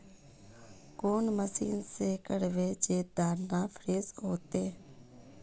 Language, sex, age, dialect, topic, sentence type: Magahi, female, 31-35, Northeastern/Surjapuri, agriculture, question